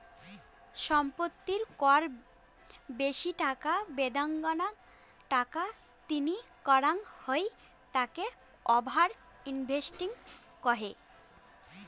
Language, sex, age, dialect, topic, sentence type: Bengali, female, 25-30, Rajbangshi, banking, statement